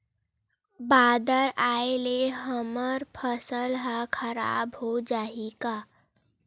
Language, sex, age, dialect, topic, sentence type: Chhattisgarhi, female, 18-24, Western/Budati/Khatahi, agriculture, question